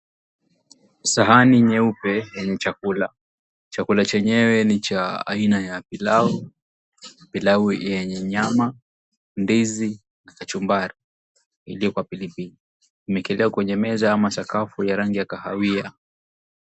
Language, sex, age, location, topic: Swahili, male, 18-24, Mombasa, agriculture